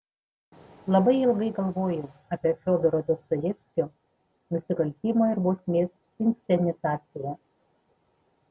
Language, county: Lithuanian, Panevėžys